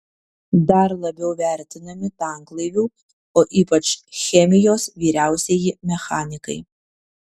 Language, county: Lithuanian, Kaunas